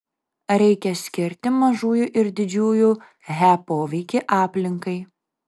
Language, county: Lithuanian, Kaunas